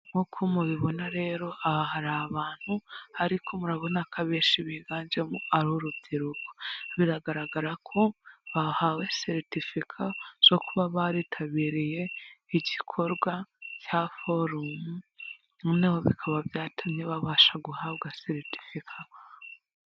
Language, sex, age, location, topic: Kinyarwanda, female, 18-24, Huye, government